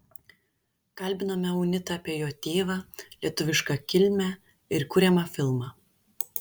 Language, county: Lithuanian, Šiauliai